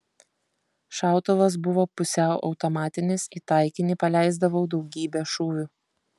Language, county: Lithuanian, Kaunas